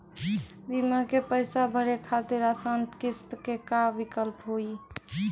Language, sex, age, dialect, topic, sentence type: Maithili, female, 18-24, Angika, banking, question